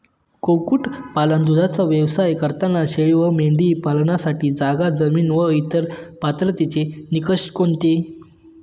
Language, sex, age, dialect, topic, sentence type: Marathi, male, 31-35, Northern Konkan, agriculture, question